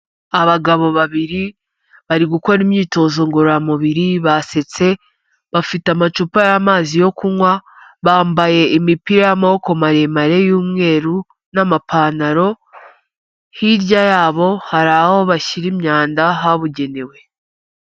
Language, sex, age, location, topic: Kinyarwanda, female, 25-35, Kigali, health